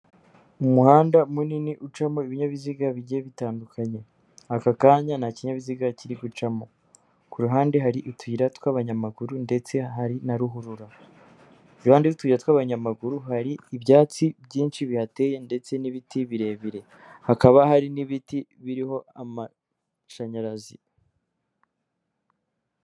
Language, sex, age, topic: Kinyarwanda, female, 25-35, government